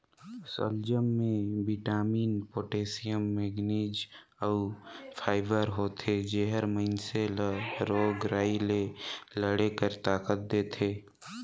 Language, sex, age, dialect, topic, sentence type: Chhattisgarhi, male, 18-24, Northern/Bhandar, agriculture, statement